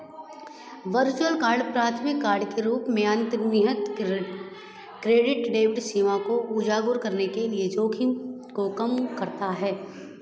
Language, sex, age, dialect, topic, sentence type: Hindi, male, 31-35, Kanauji Braj Bhasha, banking, statement